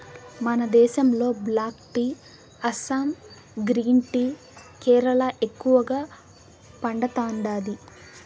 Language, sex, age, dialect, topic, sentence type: Telugu, female, 18-24, Southern, agriculture, statement